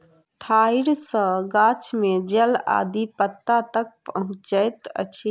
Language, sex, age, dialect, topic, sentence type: Maithili, female, 36-40, Southern/Standard, agriculture, statement